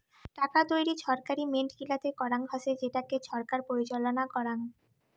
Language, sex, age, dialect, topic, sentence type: Bengali, female, 18-24, Rajbangshi, banking, statement